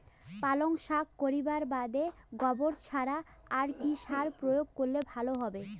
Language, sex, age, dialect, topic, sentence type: Bengali, female, 25-30, Rajbangshi, agriculture, question